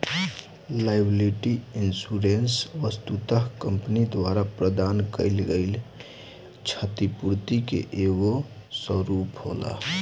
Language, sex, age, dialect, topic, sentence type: Bhojpuri, male, 18-24, Southern / Standard, banking, statement